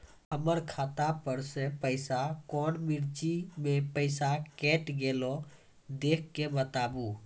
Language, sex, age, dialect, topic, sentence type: Maithili, male, 18-24, Angika, banking, question